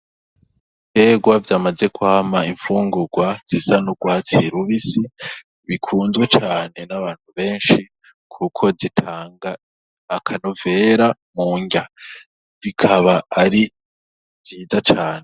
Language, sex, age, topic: Rundi, male, 18-24, agriculture